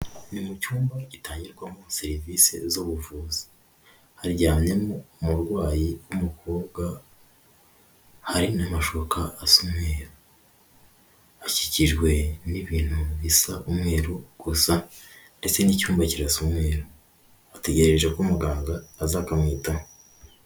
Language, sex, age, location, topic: Kinyarwanda, female, 18-24, Huye, health